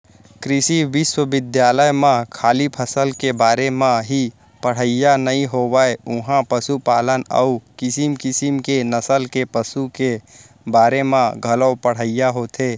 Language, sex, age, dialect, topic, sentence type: Chhattisgarhi, male, 18-24, Central, agriculture, statement